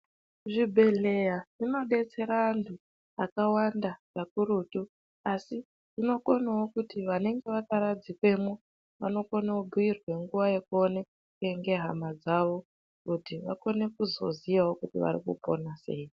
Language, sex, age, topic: Ndau, female, 36-49, health